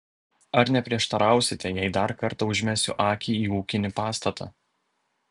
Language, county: Lithuanian, Vilnius